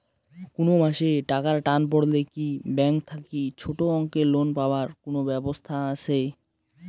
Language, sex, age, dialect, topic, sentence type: Bengali, male, <18, Rajbangshi, banking, question